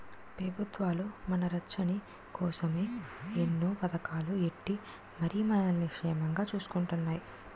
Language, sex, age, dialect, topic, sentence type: Telugu, female, 46-50, Utterandhra, banking, statement